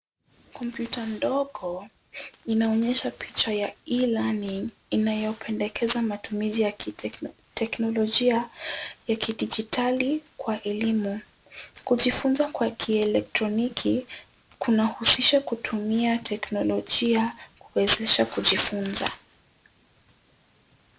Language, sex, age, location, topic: Swahili, female, 18-24, Nairobi, education